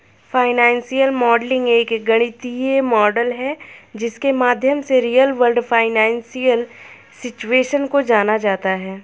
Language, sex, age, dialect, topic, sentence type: Hindi, female, 31-35, Hindustani Malvi Khadi Boli, banking, statement